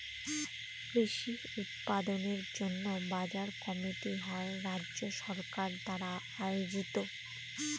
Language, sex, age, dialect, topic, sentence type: Bengali, female, 25-30, Northern/Varendri, agriculture, statement